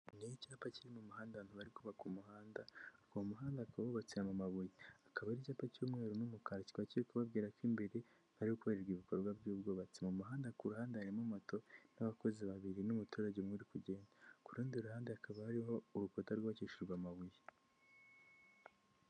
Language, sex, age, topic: Kinyarwanda, female, 18-24, government